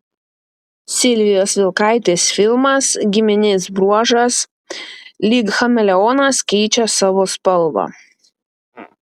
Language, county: Lithuanian, Panevėžys